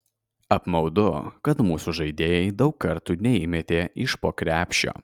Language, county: Lithuanian, Kaunas